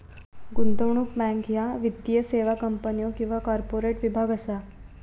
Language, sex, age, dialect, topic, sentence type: Marathi, female, 18-24, Southern Konkan, banking, statement